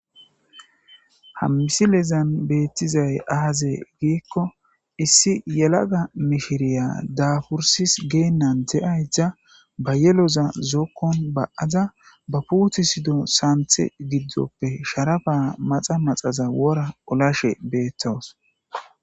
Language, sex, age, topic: Gamo, male, 25-35, agriculture